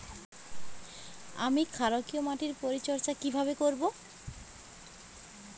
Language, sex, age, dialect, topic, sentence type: Bengali, female, 36-40, Rajbangshi, agriculture, question